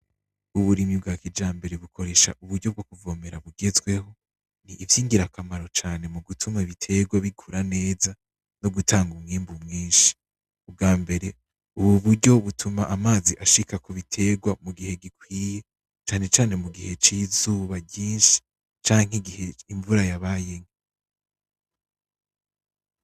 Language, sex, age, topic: Rundi, male, 18-24, agriculture